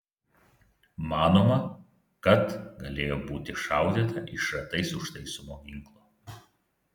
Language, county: Lithuanian, Vilnius